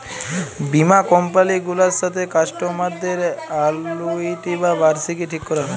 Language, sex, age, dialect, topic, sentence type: Bengali, male, 51-55, Jharkhandi, banking, statement